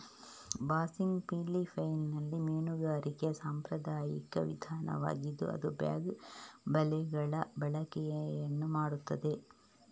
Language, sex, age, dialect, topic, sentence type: Kannada, female, 31-35, Coastal/Dakshin, agriculture, statement